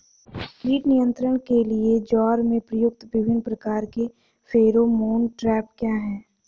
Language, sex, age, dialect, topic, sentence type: Hindi, female, 18-24, Awadhi Bundeli, agriculture, question